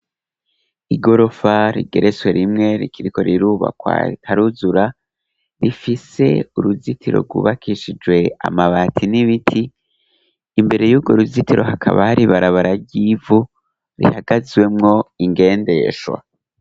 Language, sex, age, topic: Rundi, male, 25-35, education